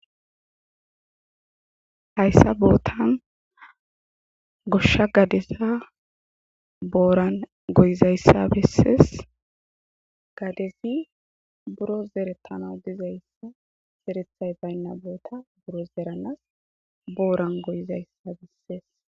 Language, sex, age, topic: Gamo, female, 25-35, agriculture